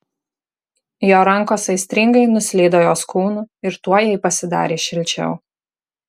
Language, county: Lithuanian, Marijampolė